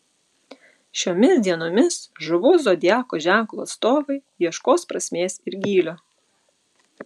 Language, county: Lithuanian, Utena